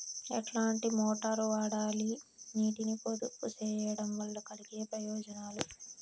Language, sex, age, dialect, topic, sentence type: Telugu, female, 18-24, Southern, agriculture, question